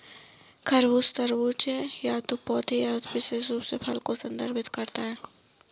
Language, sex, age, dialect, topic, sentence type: Hindi, female, 60-100, Awadhi Bundeli, agriculture, statement